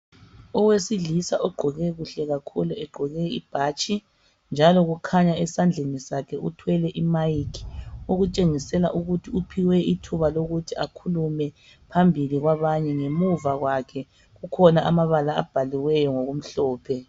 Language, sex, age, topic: North Ndebele, female, 25-35, health